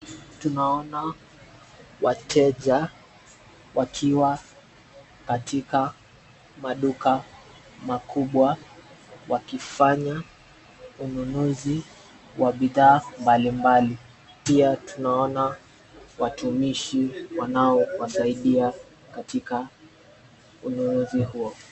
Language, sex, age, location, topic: Swahili, male, 25-35, Nairobi, finance